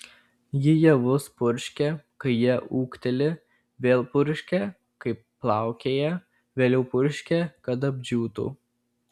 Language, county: Lithuanian, Klaipėda